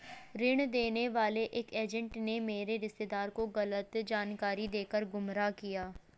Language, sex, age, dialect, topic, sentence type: Hindi, female, 25-30, Hindustani Malvi Khadi Boli, banking, statement